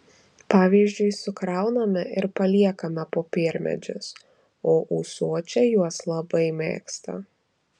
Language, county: Lithuanian, Marijampolė